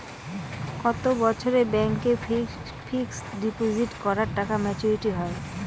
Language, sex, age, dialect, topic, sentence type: Bengali, female, 18-24, Rajbangshi, banking, question